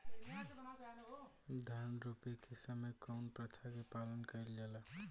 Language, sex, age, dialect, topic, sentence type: Bhojpuri, male, 18-24, Southern / Standard, agriculture, question